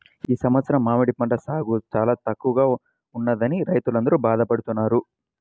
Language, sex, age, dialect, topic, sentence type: Telugu, male, 18-24, Central/Coastal, agriculture, statement